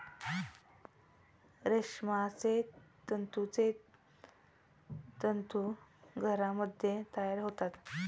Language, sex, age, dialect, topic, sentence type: Marathi, male, 36-40, Standard Marathi, agriculture, statement